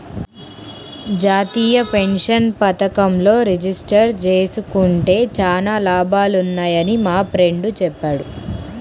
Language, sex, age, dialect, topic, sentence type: Telugu, male, 18-24, Central/Coastal, banking, statement